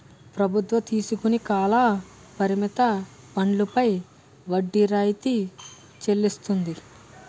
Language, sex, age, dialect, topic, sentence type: Telugu, male, 60-100, Utterandhra, banking, statement